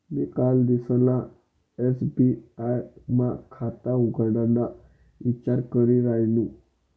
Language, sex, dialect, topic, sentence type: Marathi, male, Northern Konkan, banking, statement